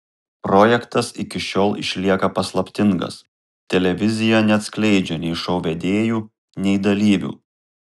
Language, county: Lithuanian, Kaunas